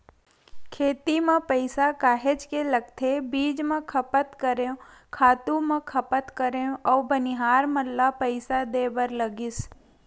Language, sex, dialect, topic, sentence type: Chhattisgarhi, female, Western/Budati/Khatahi, banking, statement